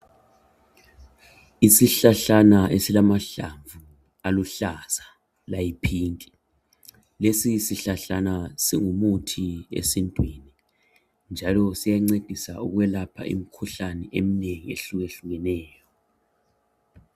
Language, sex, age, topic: North Ndebele, male, 50+, health